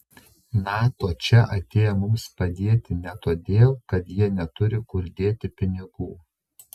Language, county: Lithuanian, Šiauliai